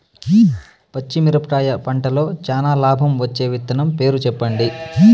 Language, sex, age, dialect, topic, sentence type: Telugu, male, 18-24, Southern, agriculture, question